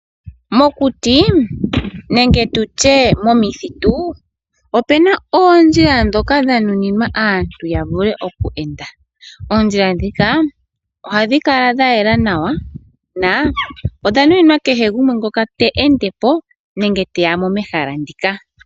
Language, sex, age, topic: Oshiwambo, female, 18-24, agriculture